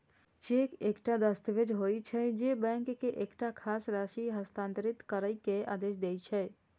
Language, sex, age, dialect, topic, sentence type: Maithili, female, 25-30, Eastern / Thethi, banking, statement